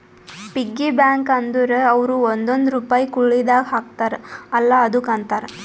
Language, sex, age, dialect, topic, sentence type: Kannada, female, 25-30, Northeastern, banking, statement